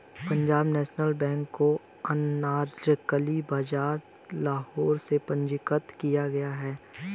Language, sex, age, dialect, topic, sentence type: Hindi, male, 18-24, Hindustani Malvi Khadi Boli, banking, statement